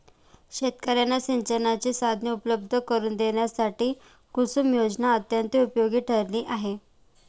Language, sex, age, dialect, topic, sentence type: Marathi, female, 25-30, Standard Marathi, agriculture, statement